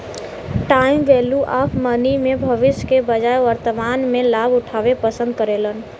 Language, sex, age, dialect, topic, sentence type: Bhojpuri, female, 18-24, Western, banking, statement